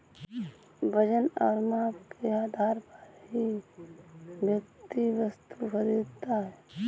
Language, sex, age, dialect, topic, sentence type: Hindi, female, 18-24, Awadhi Bundeli, agriculture, statement